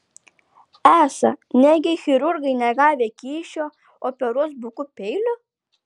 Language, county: Lithuanian, Alytus